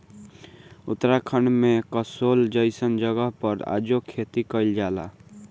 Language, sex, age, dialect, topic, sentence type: Bhojpuri, male, 18-24, Southern / Standard, agriculture, statement